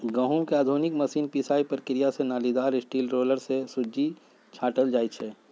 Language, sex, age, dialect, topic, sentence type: Magahi, male, 46-50, Western, agriculture, statement